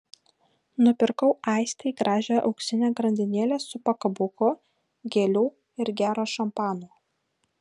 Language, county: Lithuanian, Kaunas